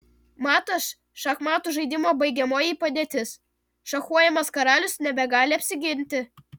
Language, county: Lithuanian, Vilnius